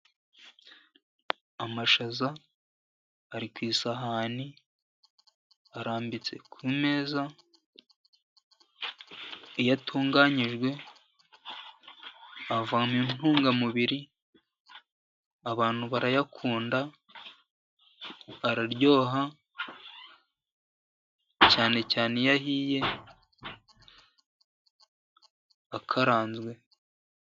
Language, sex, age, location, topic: Kinyarwanda, male, 50+, Musanze, agriculture